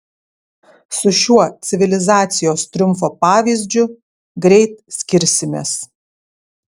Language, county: Lithuanian, Kaunas